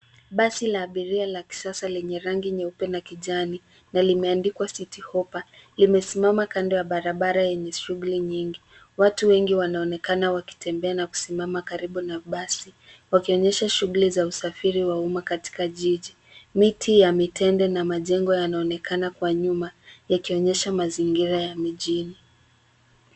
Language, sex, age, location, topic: Swahili, female, 18-24, Nairobi, government